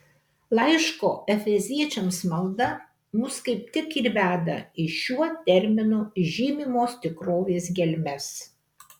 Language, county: Lithuanian, Kaunas